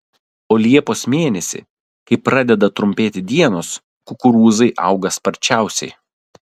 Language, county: Lithuanian, Telšiai